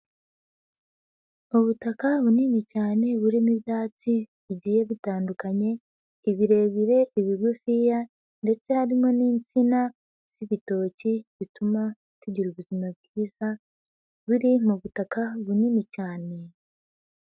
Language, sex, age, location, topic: Kinyarwanda, female, 50+, Nyagatare, agriculture